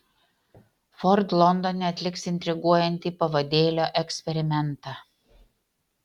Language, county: Lithuanian, Utena